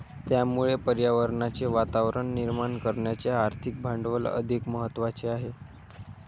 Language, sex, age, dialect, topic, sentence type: Marathi, female, 18-24, Varhadi, banking, statement